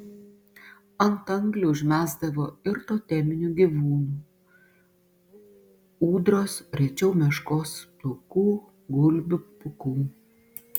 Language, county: Lithuanian, Panevėžys